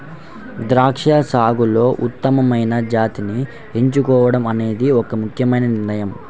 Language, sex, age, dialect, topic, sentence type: Telugu, male, 51-55, Central/Coastal, agriculture, statement